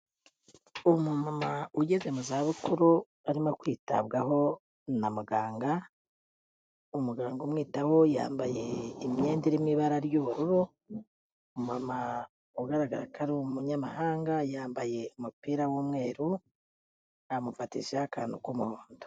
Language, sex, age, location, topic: Kinyarwanda, female, 36-49, Kigali, health